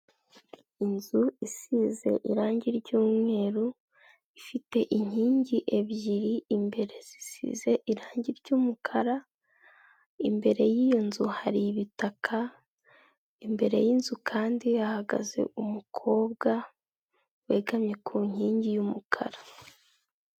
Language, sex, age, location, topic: Kinyarwanda, female, 18-24, Kigali, health